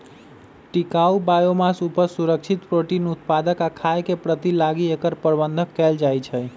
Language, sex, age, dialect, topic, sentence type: Magahi, male, 25-30, Western, agriculture, statement